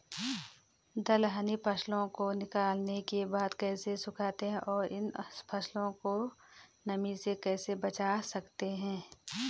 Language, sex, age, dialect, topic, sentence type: Hindi, female, 31-35, Garhwali, agriculture, question